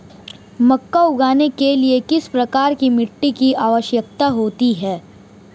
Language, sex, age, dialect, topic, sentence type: Hindi, male, 18-24, Marwari Dhudhari, agriculture, question